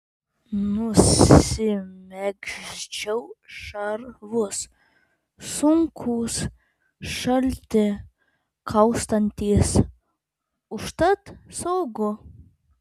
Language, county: Lithuanian, Vilnius